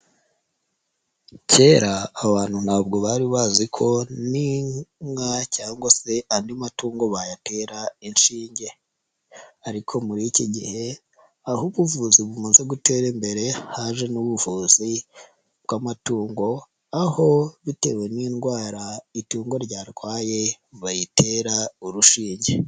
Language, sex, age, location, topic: Kinyarwanda, male, 25-35, Nyagatare, agriculture